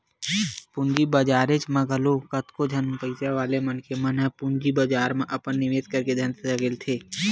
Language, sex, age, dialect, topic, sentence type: Chhattisgarhi, male, 18-24, Western/Budati/Khatahi, banking, statement